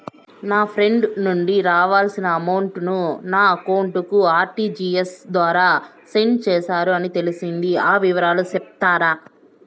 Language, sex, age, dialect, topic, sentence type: Telugu, male, 25-30, Southern, banking, question